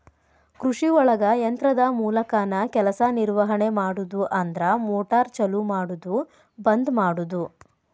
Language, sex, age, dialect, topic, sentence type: Kannada, female, 25-30, Dharwad Kannada, agriculture, statement